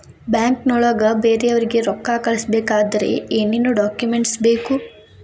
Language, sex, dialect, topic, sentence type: Kannada, female, Dharwad Kannada, banking, question